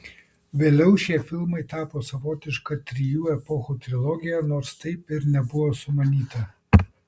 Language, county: Lithuanian, Kaunas